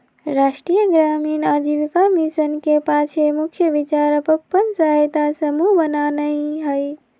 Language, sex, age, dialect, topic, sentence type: Magahi, female, 18-24, Western, banking, statement